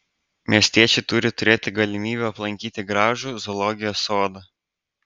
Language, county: Lithuanian, Vilnius